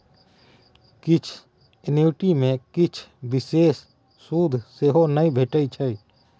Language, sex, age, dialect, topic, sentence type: Maithili, male, 31-35, Bajjika, banking, statement